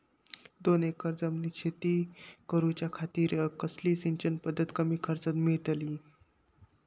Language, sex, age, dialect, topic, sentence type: Marathi, male, 51-55, Southern Konkan, agriculture, question